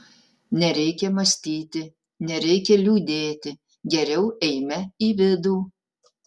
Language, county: Lithuanian, Utena